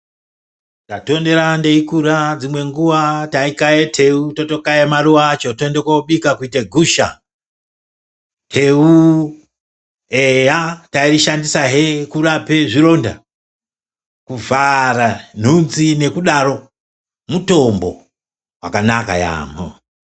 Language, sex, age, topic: Ndau, male, 50+, health